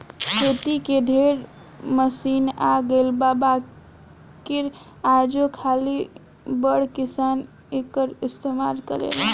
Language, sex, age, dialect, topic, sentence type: Bhojpuri, female, 18-24, Southern / Standard, agriculture, statement